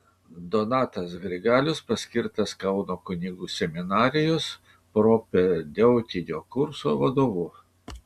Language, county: Lithuanian, Kaunas